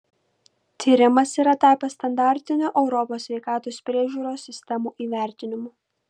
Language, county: Lithuanian, Kaunas